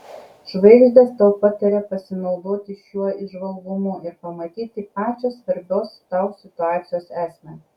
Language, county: Lithuanian, Kaunas